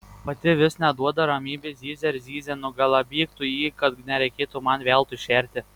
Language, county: Lithuanian, Marijampolė